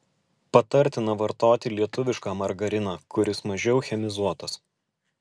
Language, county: Lithuanian, Alytus